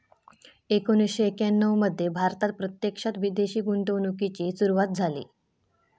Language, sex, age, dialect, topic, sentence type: Marathi, female, 18-24, Southern Konkan, banking, statement